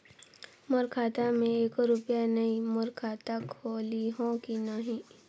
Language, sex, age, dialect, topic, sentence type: Chhattisgarhi, female, 41-45, Northern/Bhandar, banking, question